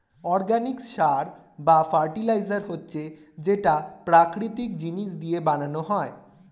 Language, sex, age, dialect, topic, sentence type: Bengali, male, 18-24, Standard Colloquial, agriculture, statement